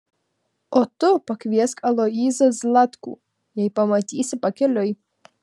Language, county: Lithuanian, Vilnius